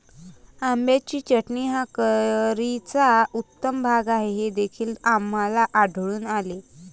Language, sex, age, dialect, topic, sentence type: Marathi, male, 18-24, Varhadi, agriculture, statement